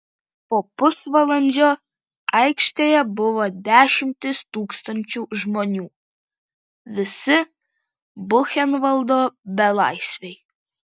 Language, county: Lithuanian, Vilnius